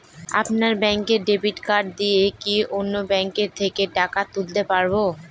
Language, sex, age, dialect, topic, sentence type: Bengali, female, 25-30, Northern/Varendri, banking, question